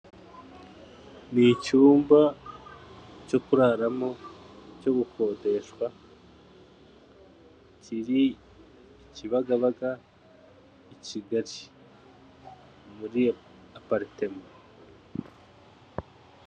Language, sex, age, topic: Kinyarwanda, male, 25-35, finance